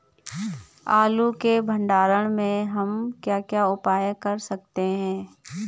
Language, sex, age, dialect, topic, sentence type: Hindi, female, 36-40, Garhwali, agriculture, question